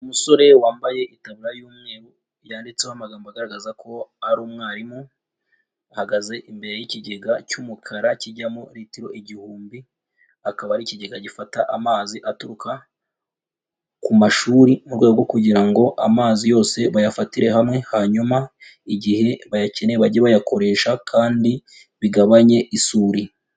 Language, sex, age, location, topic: Kinyarwanda, male, 18-24, Huye, education